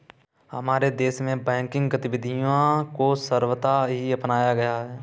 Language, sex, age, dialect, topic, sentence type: Hindi, male, 18-24, Kanauji Braj Bhasha, banking, statement